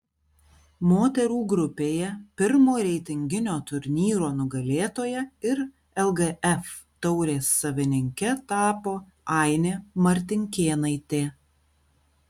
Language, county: Lithuanian, Kaunas